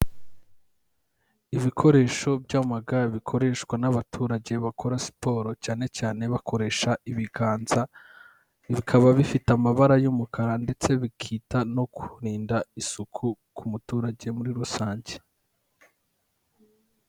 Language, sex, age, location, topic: Kinyarwanda, male, 25-35, Kigali, health